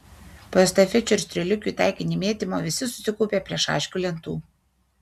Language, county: Lithuanian, Šiauliai